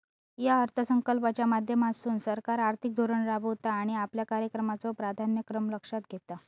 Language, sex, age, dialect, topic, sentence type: Marathi, female, 31-35, Southern Konkan, banking, statement